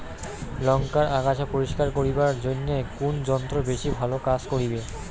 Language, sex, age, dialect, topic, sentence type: Bengali, male, 18-24, Rajbangshi, agriculture, question